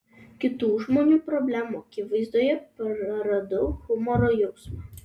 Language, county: Lithuanian, Vilnius